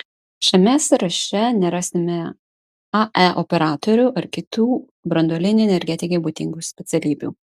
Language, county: Lithuanian, Vilnius